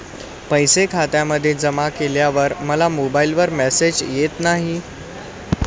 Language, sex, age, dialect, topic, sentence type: Marathi, male, 25-30, Standard Marathi, banking, question